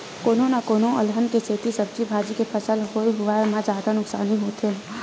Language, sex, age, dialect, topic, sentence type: Chhattisgarhi, female, 18-24, Western/Budati/Khatahi, agriculture, statement